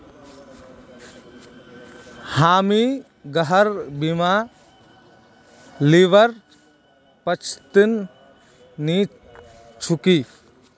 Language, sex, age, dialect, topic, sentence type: Magahi, male, 18-24, Northeastern/Surjapuri, banking, statement